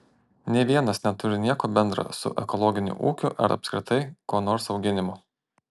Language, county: Lithuanian, Panevėžys